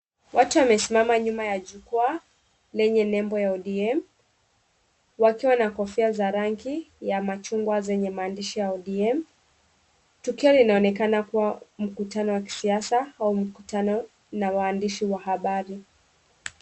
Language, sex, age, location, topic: Swahili, female, 25-35, Kisumu, government